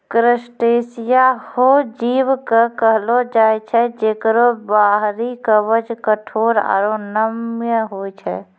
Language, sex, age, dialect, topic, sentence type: Maithili, female, 31-35, Angika, agriculture, statement